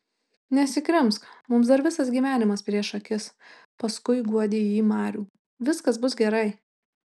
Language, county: Lithuanian, Tauragė